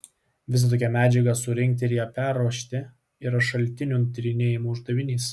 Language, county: Lithuanian, Klaipėda